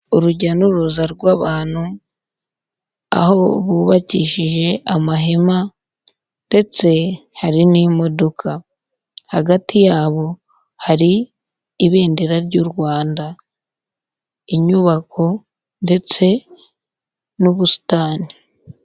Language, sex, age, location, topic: Kinyarwanda, female, 18-24, Huye, health